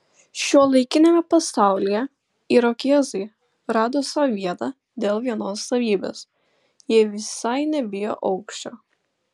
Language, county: Lithuanian, Klaipėda